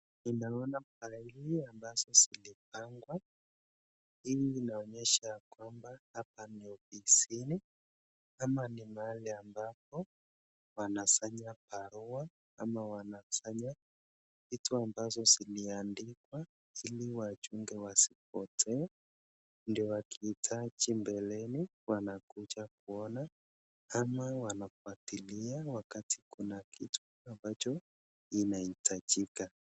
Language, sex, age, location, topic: Swahili, male, 25-35, Nakuru, education